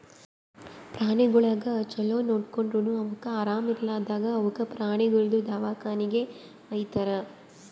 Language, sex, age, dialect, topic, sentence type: Kannada, female, 18-24, Northeastern, agriculture, statement